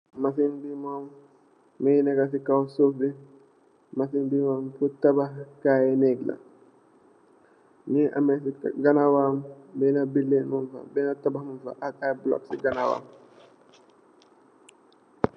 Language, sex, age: Wolof, male, 18-24